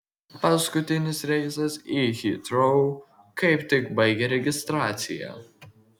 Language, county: Lithuanian, Kaunas